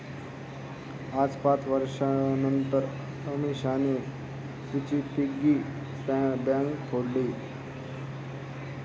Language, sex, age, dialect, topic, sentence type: Marathi, male, 25-30, Northern Konkan, banking, statement